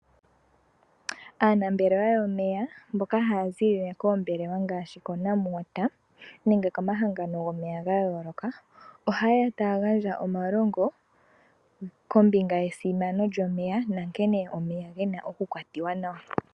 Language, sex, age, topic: Oshiwambo, female, 25-35, agriculture